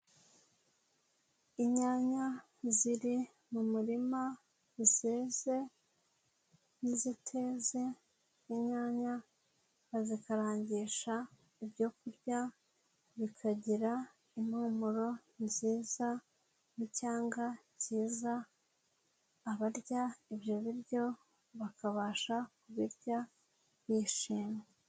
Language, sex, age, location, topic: Kinyarwanda, female, 18-24, Nyagatare, agriculture